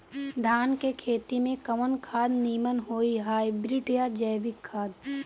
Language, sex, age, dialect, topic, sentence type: Bhojpuri, female, 25-30, Northern, agriculture, question